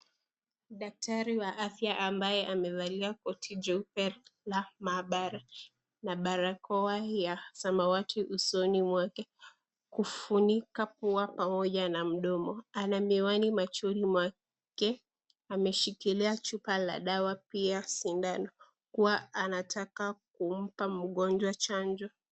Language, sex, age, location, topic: Swahili, female, 18-24, Kisii, health